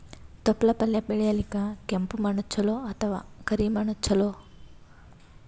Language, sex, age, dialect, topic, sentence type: Kannada, female, 18-24, Northeastern, agriculture, question